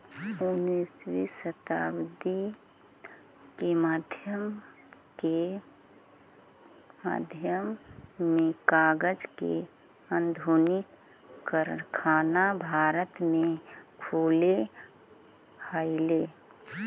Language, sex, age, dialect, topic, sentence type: Magahi, female, 60-100, Central/Standard, banking, statement